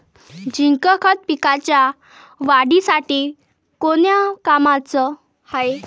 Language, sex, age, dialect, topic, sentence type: Marathi, female, 18-24, Varhadi, agriculture, question